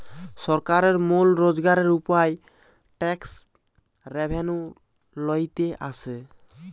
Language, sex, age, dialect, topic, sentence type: Bengali, male, 18-24, Western, banking, statement